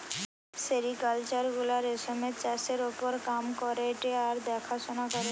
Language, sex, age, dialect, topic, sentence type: Bengali, female, 18-24, Western, agriculture, statement